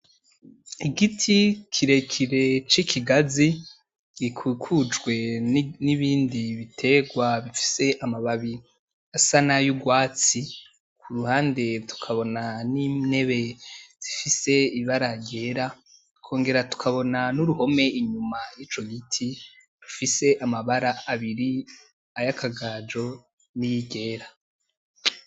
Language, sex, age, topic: Rundi, male, 18-24, agriculture